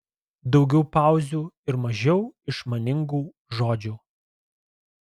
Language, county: Lithuanian, Alytus